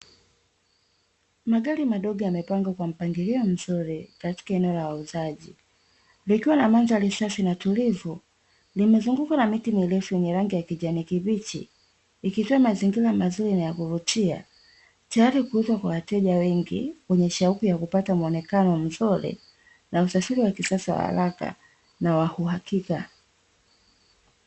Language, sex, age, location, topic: Swahili, female, 36-49, Dar es Salaam, finance